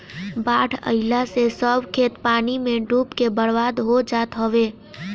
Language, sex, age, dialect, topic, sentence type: Bhojpuri, female, 18-24, Northern, agriculture, statement